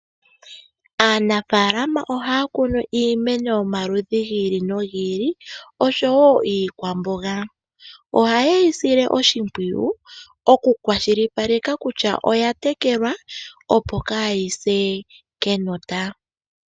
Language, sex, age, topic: Oshiwambo, female, 18-24, agriculture